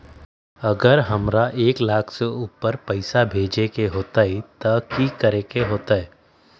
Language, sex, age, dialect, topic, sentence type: Magahi, male, 25-30, Western, banking, question